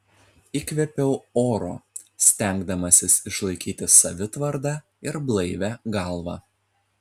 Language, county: Lithuanian, Telšiai